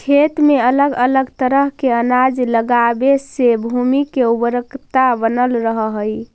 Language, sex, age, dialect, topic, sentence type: Magahi, female, 46-50, Central/Standard, banking, statement